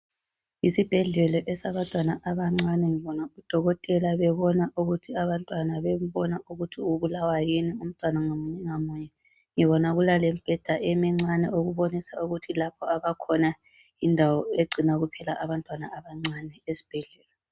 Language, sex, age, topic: North Ndebele, female, 18-24, health